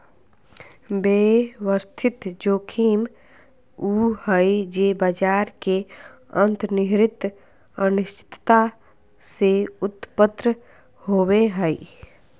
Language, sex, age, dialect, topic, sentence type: Magahi, female, 41-45, Southern, banking, statement